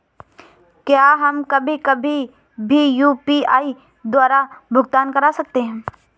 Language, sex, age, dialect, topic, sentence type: Hindi, female, 25-30, Awadhi Bundeli, banking, question